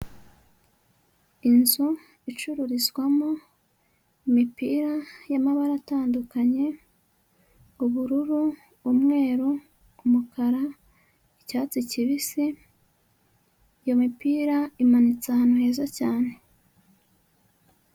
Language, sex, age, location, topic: Kinyarwanda, female, 25-35, Huye, finance